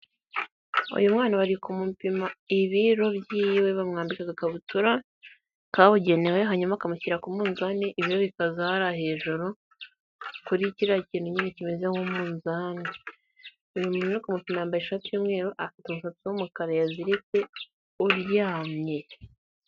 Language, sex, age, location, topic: Kinyarwanda, female, 18-24, Huye, health